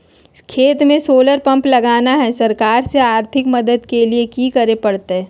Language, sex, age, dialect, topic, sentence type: Magahi, female, 25-30, Southern, agriculture, question